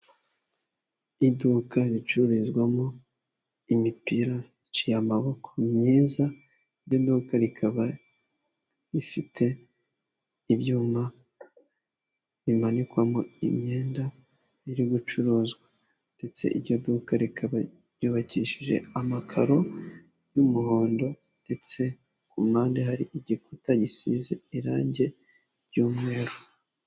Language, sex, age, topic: Kinyarwanda, male, 18-24, finance